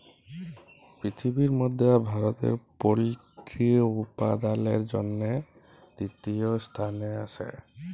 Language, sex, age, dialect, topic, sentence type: Bengali, male, 25-30, Jharkhandi, agriculture, statement